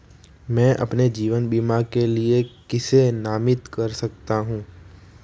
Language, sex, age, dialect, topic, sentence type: Hindi, male, 18-24, Marwari Dhudhari, banking, question